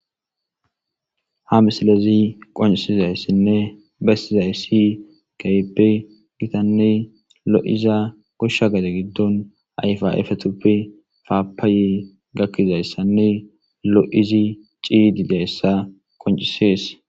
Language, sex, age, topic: Gamo, male, 25-35, agriculture